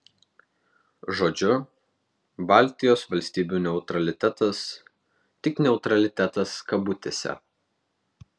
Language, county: Lithuanian, Vilnius